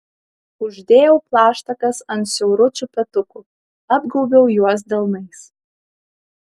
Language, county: Lithuanian, Kaunas